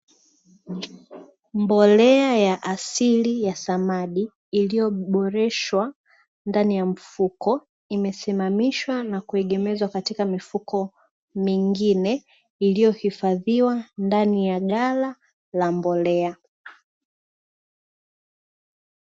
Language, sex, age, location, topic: Swahili, female, 18-24, Dar es Salaam, agriculture